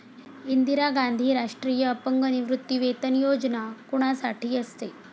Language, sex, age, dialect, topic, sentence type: Marathi, female, 46-50, Standard Marathi, banking, question